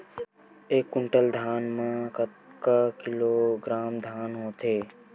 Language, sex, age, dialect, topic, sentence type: Chhattisgarhi, male, 18-24, Western/Budati/Khatahi, agriculture, question